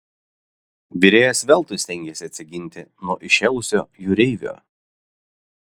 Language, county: Lithuanian, Vilnius